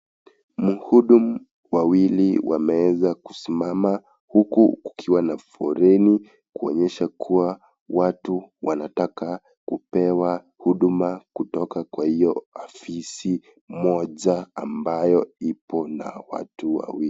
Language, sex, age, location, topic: Swahili, male, 25-35, Kisii, government